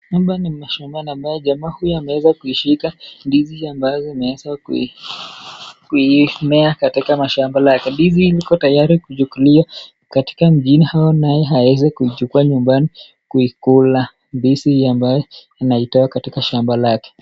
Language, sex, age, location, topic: Swahili, male, 25-35, Nakuru, agriculture